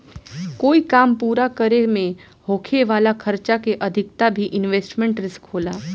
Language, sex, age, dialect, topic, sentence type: Bhojpuri, female, 25-30, Southern / Standard, banking, statement